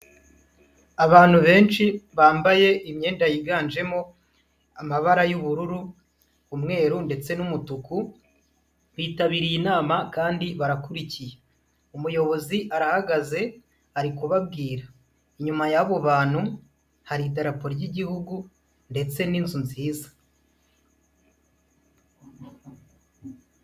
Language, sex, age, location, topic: Kinyarwanda, male, 25-35, Nyagatare, government